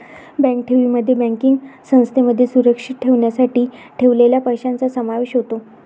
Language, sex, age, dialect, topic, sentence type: Marathi, female, 25-30, Varhadi, banking, statement